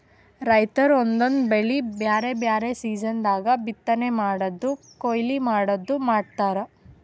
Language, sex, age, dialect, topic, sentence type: Kannada, female, 18-24, Northeastern, agriculture, statement